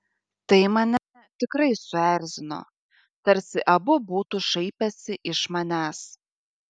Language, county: Lithuanian, Šiauliai